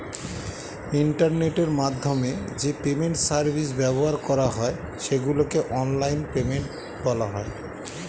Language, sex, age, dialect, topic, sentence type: Bengali, male, 41-45, Standard Colloquial, banking, statement